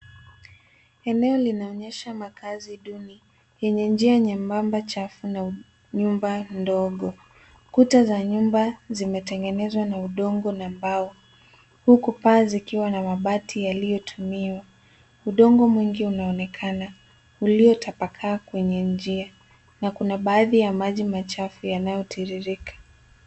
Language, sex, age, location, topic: Swahili, female, 18-24, Nairobi, government